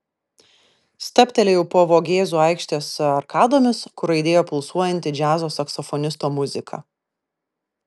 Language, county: Lithuanian, Vilnius